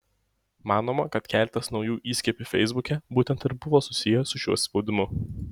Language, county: Lithuanian, Šiauliai